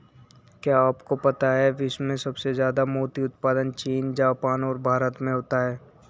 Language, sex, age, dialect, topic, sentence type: Hindi, male, 18-24, Marwari Dhudhari, agriculture, statement